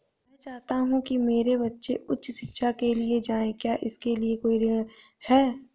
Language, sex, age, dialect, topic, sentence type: Hindi, female, 18-24, Awadhi Bundeli, banking, question